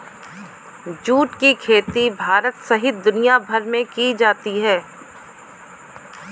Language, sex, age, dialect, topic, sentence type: Hindi, female, 18-24, Kanauji Braj Bhasha, agriculture, statement